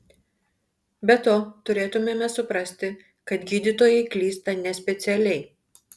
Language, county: Lithuanian, Panevėžys